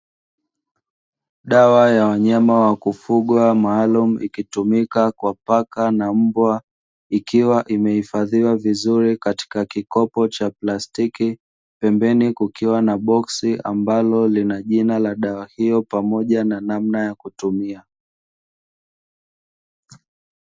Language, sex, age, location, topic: Swahili, male, 25-35, Dar es Salaam, agriculture